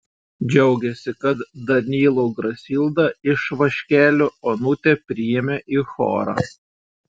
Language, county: Lithuanian, Šiauliai